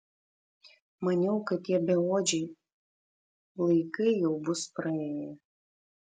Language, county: Lithuanian, Vilnius